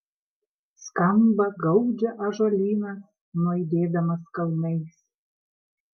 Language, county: Lithuanian, Kaunas